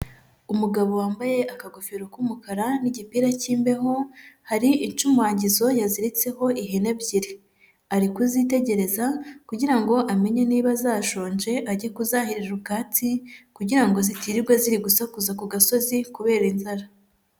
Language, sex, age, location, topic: Kinyarwanda, female, 25-35, Huye, agriculture